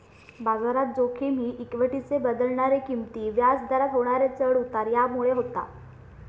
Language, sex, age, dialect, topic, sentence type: Marathi, female, 18-24, Southern Konkan, banking, statement